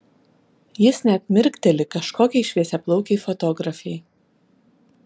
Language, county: Lithuanian, Alytus